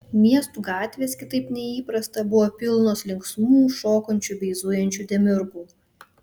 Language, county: Lithuanian, Vilnius